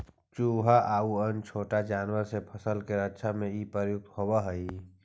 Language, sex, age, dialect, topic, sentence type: Magahi, male, 51-55, Central/Standard, banking, statement